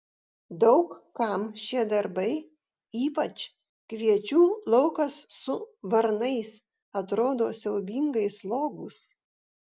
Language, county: Lithuanian, Vilnius